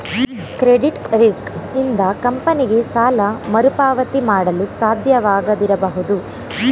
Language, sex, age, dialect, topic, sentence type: Kannada, female, 18-24, Mysore Kannada, banking, statement